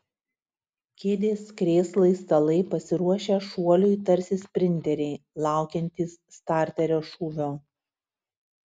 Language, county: Lithuanian, Utena